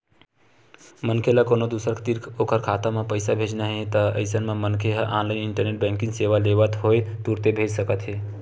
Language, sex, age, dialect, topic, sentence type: Chhattisgarhi, male, 25-30, Western/Budati/Khatahi, banking, statement